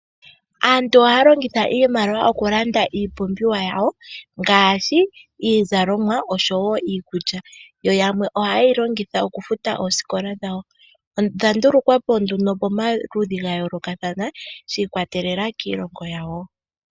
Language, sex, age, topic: Oshiwambo, female, 25-35, finance